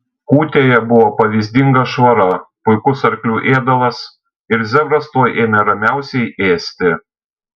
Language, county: Lithuanian, Šiauliai